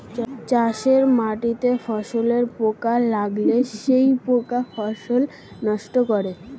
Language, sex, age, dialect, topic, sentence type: Bengali, male, 36-40, Standard Colloquial, agriculture, statement